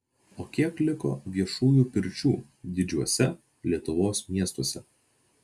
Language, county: Lithuanian, Vilnius